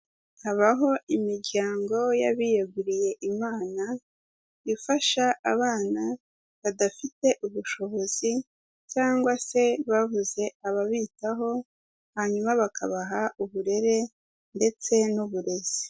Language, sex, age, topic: Kinyarwanda, female, 50+, health